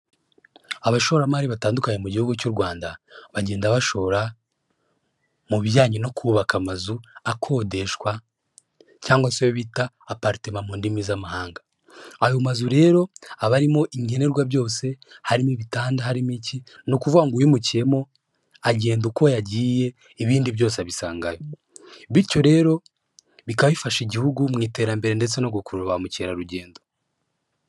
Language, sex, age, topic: Kinyarwanda, male, 25-35, finance